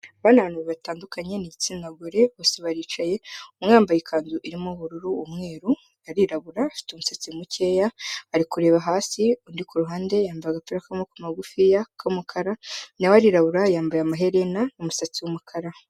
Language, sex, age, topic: Kinyarwanda, female, 18-24, health